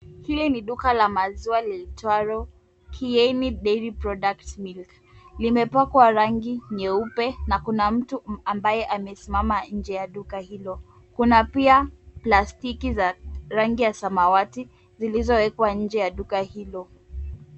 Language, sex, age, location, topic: Swahili, female, 18-24, Kisumu, finance